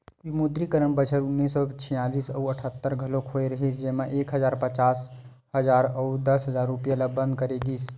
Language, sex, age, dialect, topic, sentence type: Chhattisgarhi, male, 25-30, Western/Budati/Khatahi, banking, statement